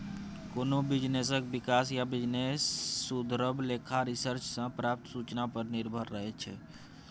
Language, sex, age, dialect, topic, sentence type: Maithili, male, 18-24, Bajjika, banking, statement